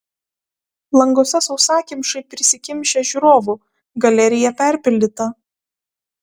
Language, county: Lithuanian, Kaunas